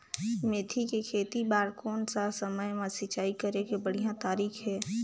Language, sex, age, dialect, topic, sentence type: Chhattisgarhi, female, 18-24, Northern/Bhandar, agriculture, question